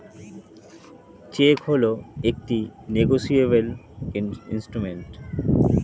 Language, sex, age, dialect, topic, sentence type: Bengali, male, 31-35, Standard Colloquial, banking, statement